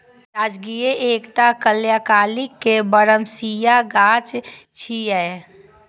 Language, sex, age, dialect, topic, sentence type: Maithili, female, 25-30, Eastern / Thethi, agriculture, statement